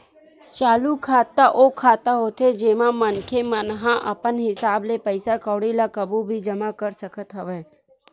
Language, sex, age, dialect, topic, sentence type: Chhattisgarhi, female, 41-45, Western/Budati/Khatahi, banking, statement